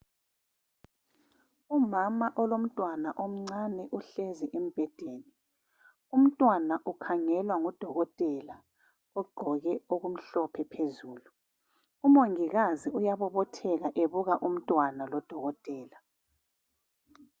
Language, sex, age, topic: North Ndebele, female, 36-49, health